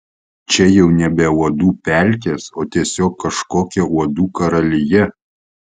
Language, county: Lithuanian, Vilnius